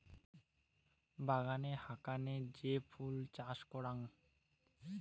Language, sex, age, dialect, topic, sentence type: Bengali, male, 18-24, Rajbangshi, agriculture, statement